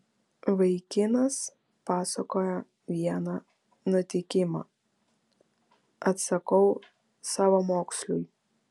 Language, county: Lithuanian, Vilnius